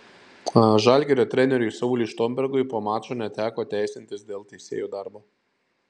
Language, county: Lithuanian, Šiauliai